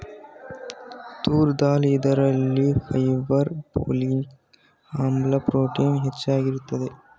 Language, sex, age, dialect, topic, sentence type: Kannada, male, 18-24, Mysore Kannada, agriculture, statement